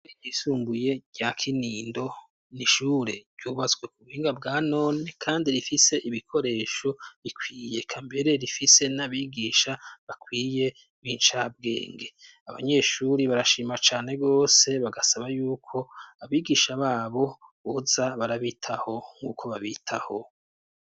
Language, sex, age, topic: Rundi, male, 36-49, education